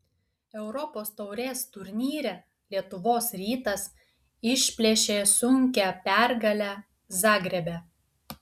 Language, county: Lithuanian, Utena